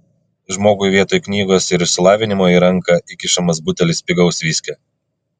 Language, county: Lithuanian, Klaipėda